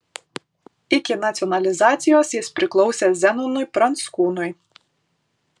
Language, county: Lithuanian, Kaunas